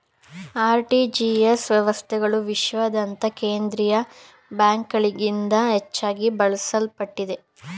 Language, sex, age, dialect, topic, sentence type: Kannada, male, 41-45, Mysore Kannada, banking, statement